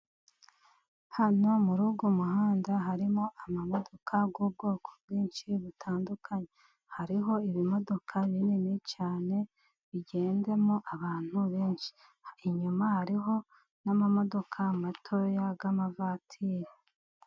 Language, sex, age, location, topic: Kinyarwanda, female, 36-49, Musanze, government